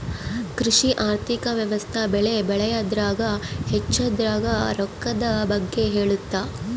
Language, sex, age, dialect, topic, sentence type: Kannada, female, 25-30, Central, banking, statement